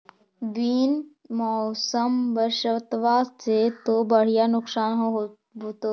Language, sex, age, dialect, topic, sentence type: Magahi, female, 51-55, Central/Standard, agriculture, question